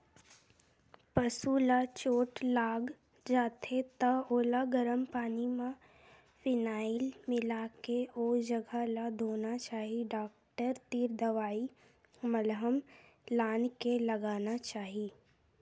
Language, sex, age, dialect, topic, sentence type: Chhattisgarhi, female, 18-24, Western/Budati/Khatahi, agriculture, statement